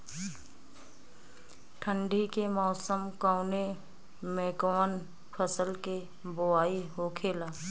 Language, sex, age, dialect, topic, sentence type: Bhojpuri, female, 25-30, Western, agriculture, question